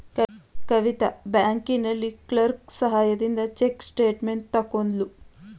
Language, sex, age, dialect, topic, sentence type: Kannada, female, 18-24, Mysore Kannada, banking, statement